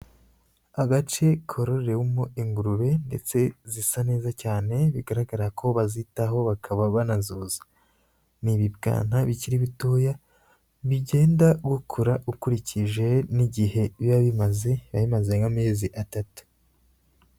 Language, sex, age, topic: Kinyarwanda, male, 25-35, agriculture